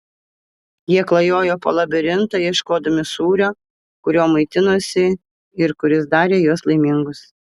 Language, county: Lithuanian, Vilnius